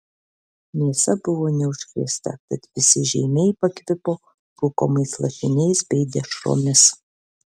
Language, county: Lithuanian, Alytus